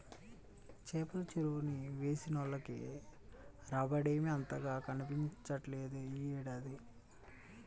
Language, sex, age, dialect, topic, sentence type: Telugu, male, 25-30, Central/Coastal, agriculture, statement